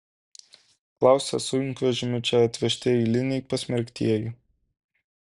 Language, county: Lithuanian, Kaunas